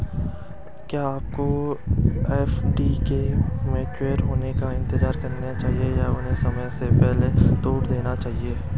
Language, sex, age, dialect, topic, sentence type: Hindi, male, 18-24, Hindustani Malvi Khadi Boli, banking, question